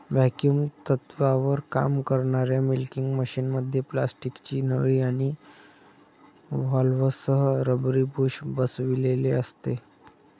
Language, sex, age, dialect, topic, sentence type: Marathi, male, 25-30, Standard Marathi, agriculture, statement